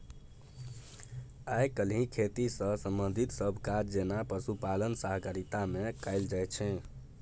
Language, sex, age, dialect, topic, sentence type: Maithili, male, 18-24, Bajjika, agriculture, statement